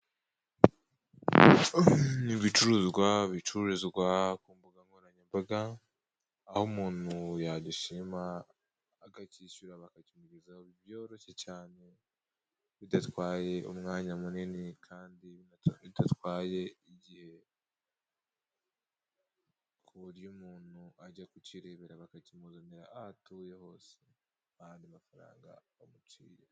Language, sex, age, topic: Kinyarwanda, male, 18-24, finance